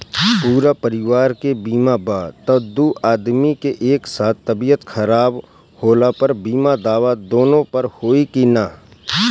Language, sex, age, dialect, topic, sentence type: Bhojpuri, male, 31-35, Southern / Standard, banking, question